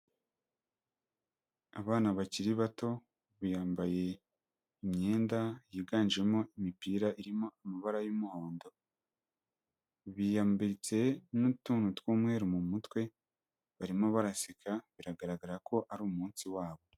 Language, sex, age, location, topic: Kinyarwanda, male, 25-35, Huye, health